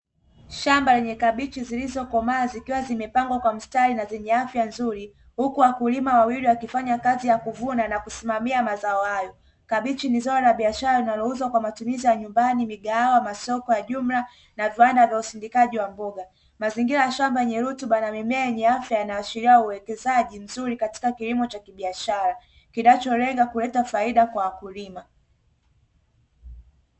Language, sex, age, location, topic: Swahili, female, 18-24, Dar es Salaam, agriculture